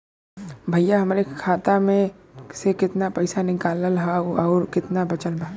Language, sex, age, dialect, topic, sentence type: Bhojpuri, male, 25-30, Western, banking, question